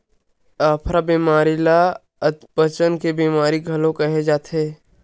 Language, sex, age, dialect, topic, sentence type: Chhattisgarhi, male, 18-24, Western/Budati/Khatahi, agriculture, statement